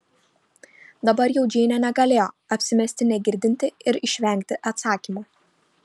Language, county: Lithuanian, Šiauliai